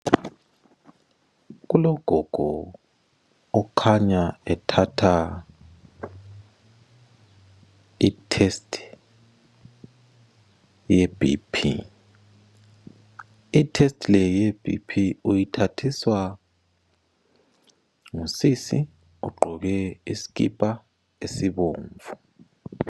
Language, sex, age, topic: North Ndebele, male, 25-35, health